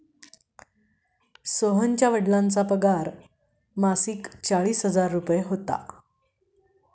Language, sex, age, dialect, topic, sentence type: Marathi, female, 51-55, Standard Marathi, banking, statement